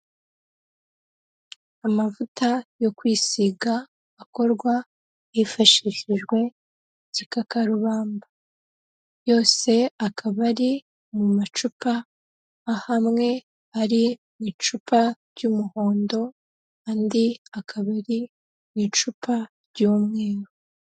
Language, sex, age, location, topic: Kinyarwanda, female, 18-24, Huye, health